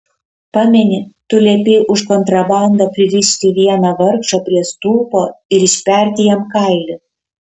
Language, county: Lithuanian, Kaunas